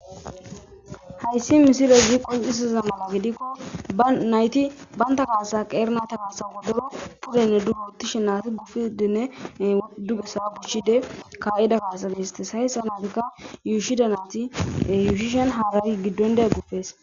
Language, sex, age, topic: Gamo, female, 25-35, government